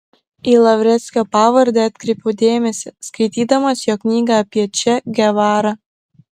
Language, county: Lithuanian, Klaipėda